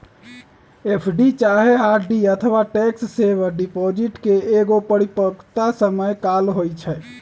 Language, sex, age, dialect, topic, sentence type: Magahi, male, 36-40, Western, banking, statement